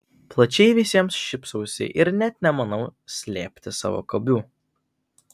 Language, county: Lithuanian, Vilnius